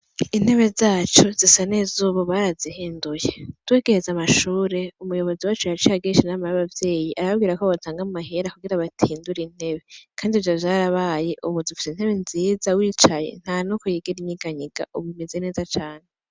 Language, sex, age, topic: Rundi, female, 18-24, education